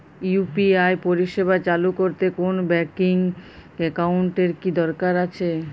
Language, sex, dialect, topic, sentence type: Bengali, female, Jharkhandi, banking, question